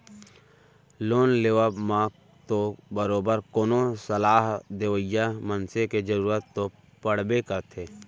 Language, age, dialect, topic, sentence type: Chhattisgarhi, 18-24, Central, banking, statement